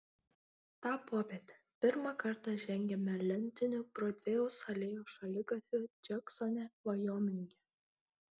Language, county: Lithuanian, Utena